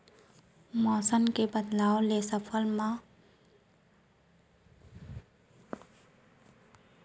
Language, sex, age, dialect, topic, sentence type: Chhattisgarhi, female, 56-60, Central, agriculture, question